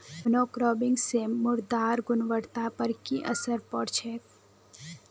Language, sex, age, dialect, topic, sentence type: Magahi, female, 18-24, Northeastern/Surjapuri, agriculture, statement